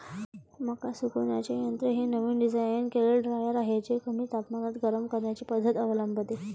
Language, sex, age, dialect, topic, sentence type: Marathi, female, 18-24, Varhadi, agriculture, statement